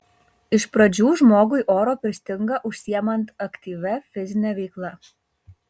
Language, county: Lithuanian, Kaunas